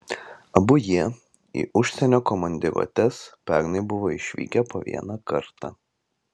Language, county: Lithuanian, Vilnius